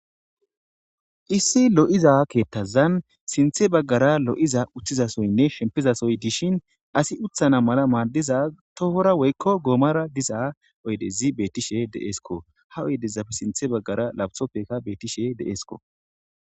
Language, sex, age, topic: Gamo, female, 18-24, government